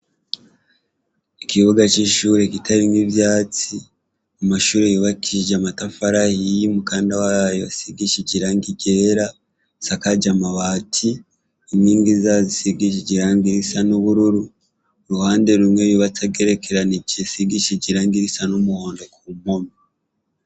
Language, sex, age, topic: Rundi, male, 18-24, education